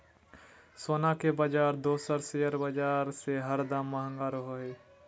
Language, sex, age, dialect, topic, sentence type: Magahi, male, 41-45, Southern, banking, statement